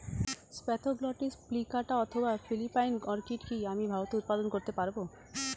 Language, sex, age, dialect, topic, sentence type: Bengali, female, 31-35, Standard Colloquial, agriculture, question